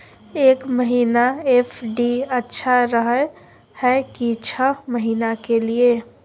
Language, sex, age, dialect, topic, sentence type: Maithili, female, 31-35, Bajjika, banking, question